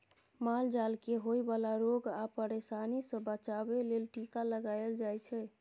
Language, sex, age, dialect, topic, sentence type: Maithili, female, 31-35, Bajjika, agriculture, statement